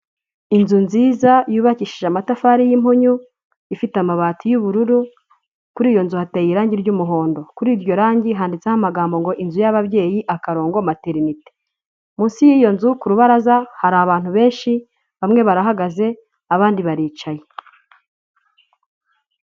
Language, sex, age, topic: Kinyarwanda, female, 25-35, health